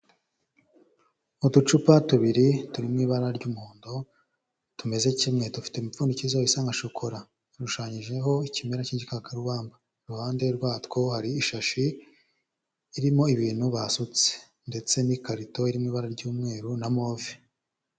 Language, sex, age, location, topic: Kinyarwanda, male, 25-35, Huye, health